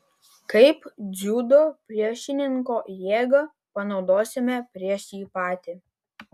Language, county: Lithuanian, Vilnius